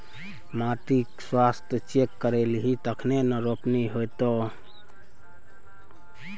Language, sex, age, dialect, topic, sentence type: Maithili, male, 18-24, Bajjika, agriculture, statement